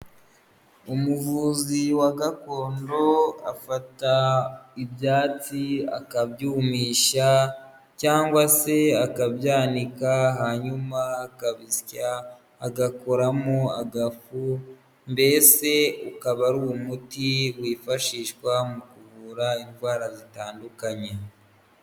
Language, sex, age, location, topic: Kinyarwanda, male, 25-35, Huye, health